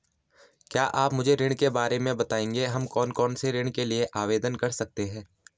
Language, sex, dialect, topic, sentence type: Hindi, male, Garhwali, banking, question